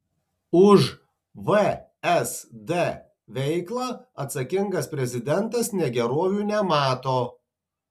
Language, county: Lithuanian, Tauragė